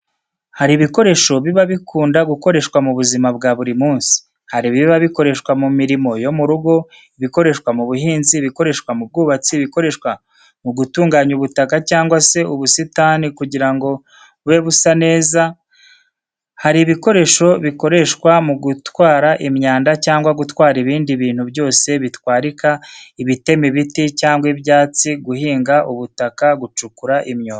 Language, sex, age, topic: Kinyarwanda, male, 36-49, education